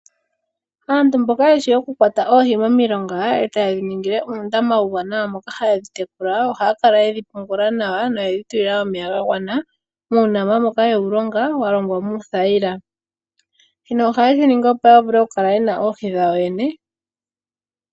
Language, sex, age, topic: Oshiwambo, female, 18-24, agriculture